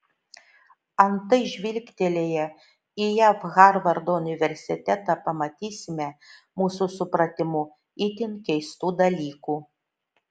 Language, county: Lithuanian, Šiauliai